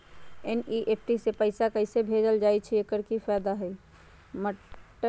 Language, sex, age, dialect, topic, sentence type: Magahi, female, 51-55, Western, banking, question